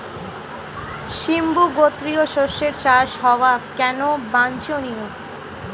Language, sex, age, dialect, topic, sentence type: Bengali, female, 18-24, Standard Colloquial, agriculture, question